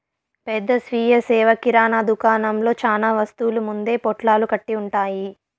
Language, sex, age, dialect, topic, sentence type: Telugu, female, 25-30, Southern, agriculture, statement